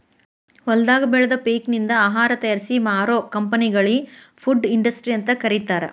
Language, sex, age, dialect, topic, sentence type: Kannada, female, 41-45, Dharwad Kannada, agriculture, statement